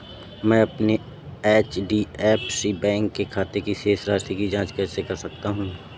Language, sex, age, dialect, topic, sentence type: Hindi, male, 18-24, Awadhi Bundeli, banking, question